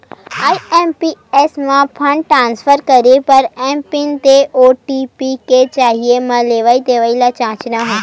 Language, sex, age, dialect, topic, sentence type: Chhattisgarhi, female, 25-30, Western/Budati/Khatahi, banking, statement